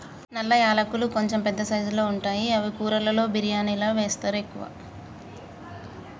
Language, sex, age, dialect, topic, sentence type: Telugu, female, 25-30, Telangana, agriculture, statement